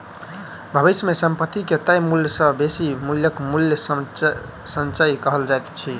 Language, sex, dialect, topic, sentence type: Maithili, male, Southern/Standard, banking, statement